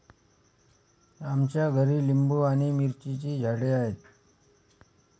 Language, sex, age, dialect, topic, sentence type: Marathi, male, 25-30, Standard Marathi, agriculture, statement